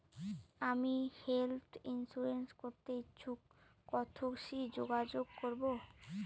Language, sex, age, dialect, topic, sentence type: Bengali, female, 18-24, Rajbangshi, banking, question